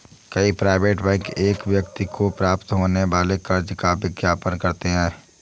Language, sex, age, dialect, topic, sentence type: Hindi, male, 18-24, Awadhi Bundeli, banking, statement